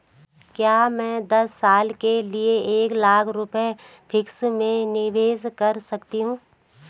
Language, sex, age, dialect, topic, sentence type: Hindi, female, 31-35, Garhwali, banking, question